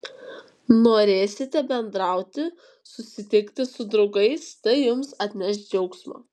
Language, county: Lithuanian, Kaunas